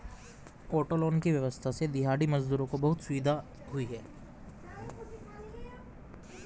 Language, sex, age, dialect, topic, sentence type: Hindi, male, 18-24, Hindustani Malvi Khadi Boli, banking, statement